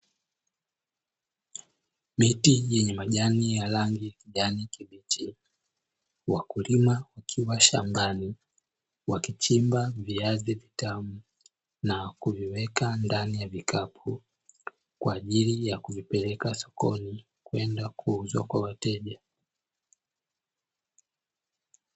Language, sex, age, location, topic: Swahili, male, 18-24, Dar es Salaam, agriculture